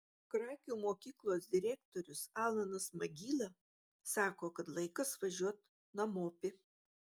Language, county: Lithuanian, Utena